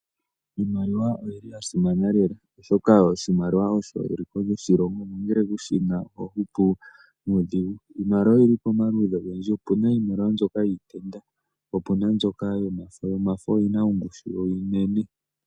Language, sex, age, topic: Oshiwambo, male, 25-35, finance